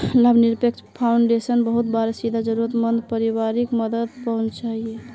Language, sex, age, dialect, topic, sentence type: Magahi, female, 60-100, Northeastern/Surjapuri, banking, statement